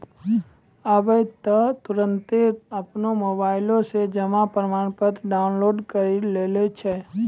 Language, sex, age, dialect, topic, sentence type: Maithili, male, 18-24, Angika, banking, statement